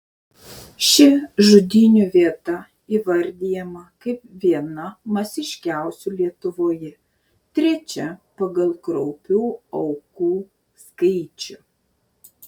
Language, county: Lithuanian, Šiauliai